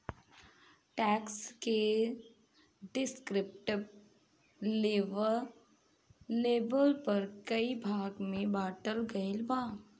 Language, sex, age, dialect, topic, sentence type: Bhojpuri, female, 25-30, Southern / Standard, banking, statement